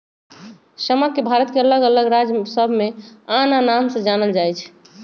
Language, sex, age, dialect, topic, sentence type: Magahi, female, 56-60, Western, agriculture, statement